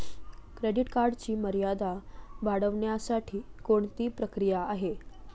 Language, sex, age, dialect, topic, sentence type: Marathi, female, 41-45, Standard Marathi, banking, question